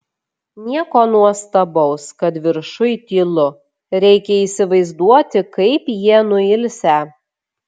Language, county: Lithuanian, Šiauliai